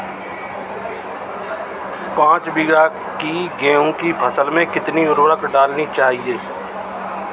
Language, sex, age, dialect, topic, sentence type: Hindi, male, 36-40, Kanauji Braj Bhasha, agriculture, question